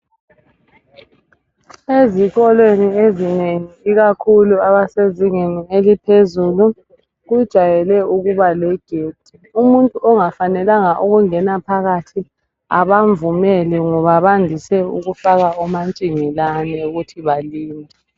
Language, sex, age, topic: North Ndebele, female, 25-35, education